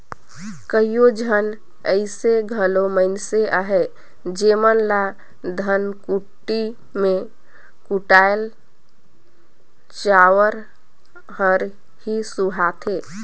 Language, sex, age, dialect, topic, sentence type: Chhattisgarhi, female, 25-30, Northern/Bhandar, agriculture, statement